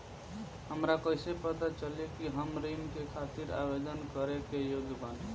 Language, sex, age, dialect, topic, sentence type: Bhojpuri, male, 18-24, Southern / Standard, banking, statement